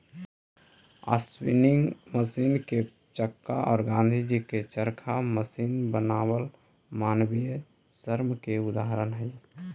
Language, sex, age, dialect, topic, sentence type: Magahi, male, 18-24, Central/Standard, agriculture, statement